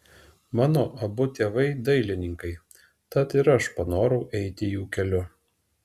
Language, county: Lithuanian, Alytus